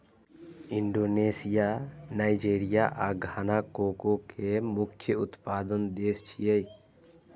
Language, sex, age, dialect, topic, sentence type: Maithili, male, 25-30, Eastern / Thethi, agriculture, statement